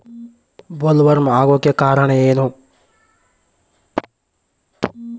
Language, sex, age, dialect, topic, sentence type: Kannada, male, 25-30, Central, agriculture, question